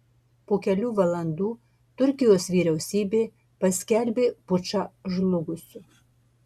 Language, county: Lithuanian, Marijampolė